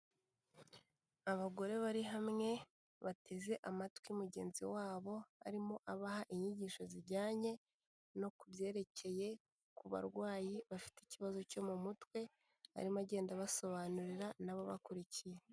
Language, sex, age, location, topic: Kinyarwanda, female, 18-24, Kigali, health